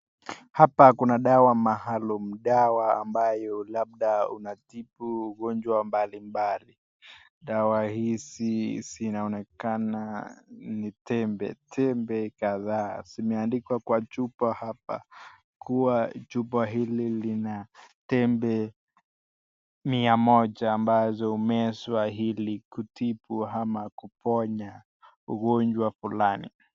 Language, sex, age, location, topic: Swahili, male, 18-24, Nakuru, health